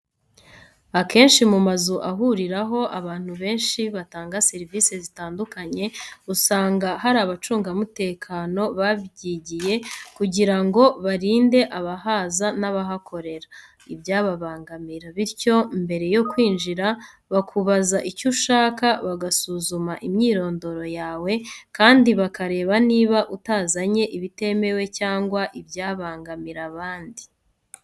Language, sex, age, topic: Kinyarwanda, female, 25-35, education